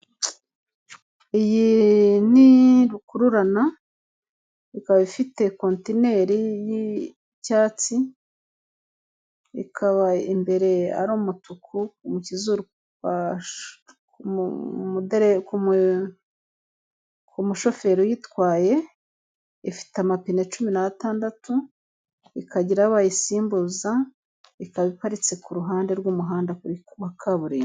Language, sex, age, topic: Kinyarwanda, female, 18-24, government